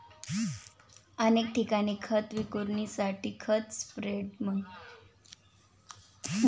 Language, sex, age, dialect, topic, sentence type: Marathi, female, 18-24, Standard Marathi, agriculture, statement